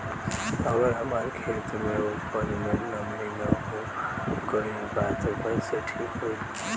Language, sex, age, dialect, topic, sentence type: Bhojpuri, male, <18, Southern / Standard, agriculture, question